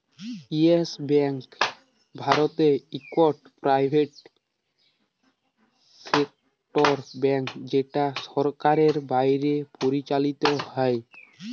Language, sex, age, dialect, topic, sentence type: Bengali, male, 18-24, Jharkhandi, banking, statement